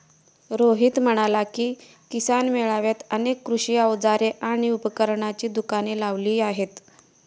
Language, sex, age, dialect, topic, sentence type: Marathi, female, 25-30, Standard Marathi, agriculture, statement